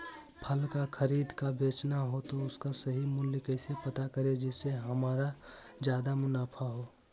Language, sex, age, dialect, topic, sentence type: Magahi, male, 18-24, Western, agriculture, question